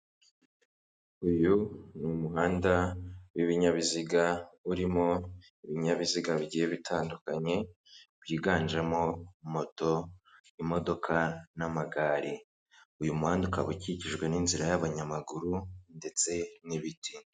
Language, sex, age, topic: Kinyarwanda, male, 25-35, government